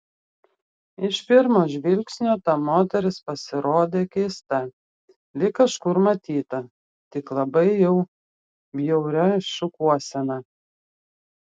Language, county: Lithuanian, Klaipėda